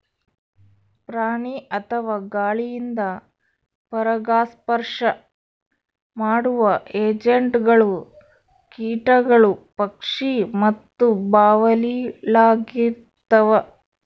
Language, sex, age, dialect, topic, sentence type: Kannada, male, 31-35, Central, agriculture, statement